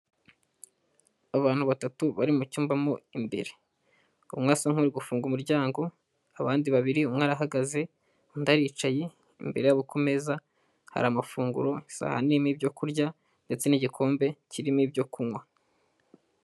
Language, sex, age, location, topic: Kinyarwanda, male, 18-24, Huye, finance